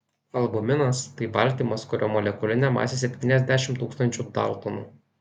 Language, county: Lithuanian, Kaunas